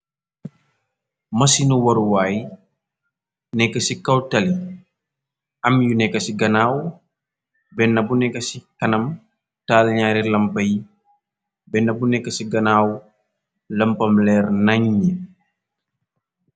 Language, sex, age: Wolof, male, 25-35